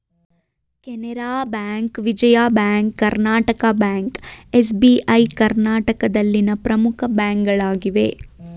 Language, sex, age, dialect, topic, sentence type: Kannada, female, 25-30, Mysore Kannada, banking, statement